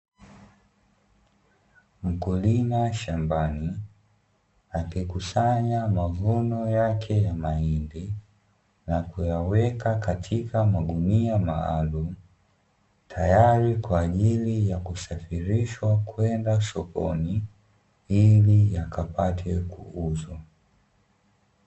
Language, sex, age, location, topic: Swahili, male, 25-35, Dar es Salaam, agriculture